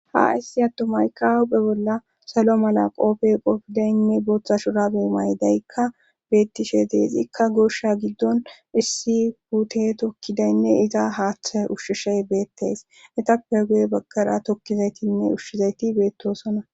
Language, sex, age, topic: Gamo, male, 18-24, government